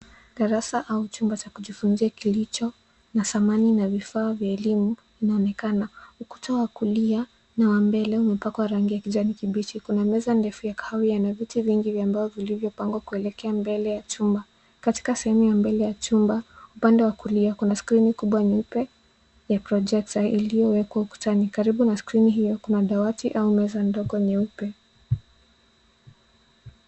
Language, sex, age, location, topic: Swahili, male, 18-24, Nairobi, education